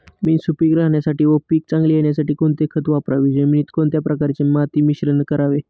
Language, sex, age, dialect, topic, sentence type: Marathi, male, 25-30, Northern Konkan, agriculture, question